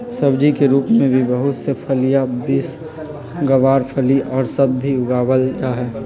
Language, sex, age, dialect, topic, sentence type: Magahi, male, 56-60, Western, agriculture, statement